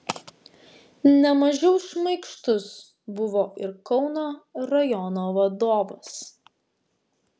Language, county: Lithuanian, Vilnius